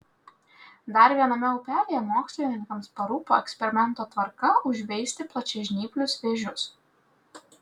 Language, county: Lithuanian, Klaipėda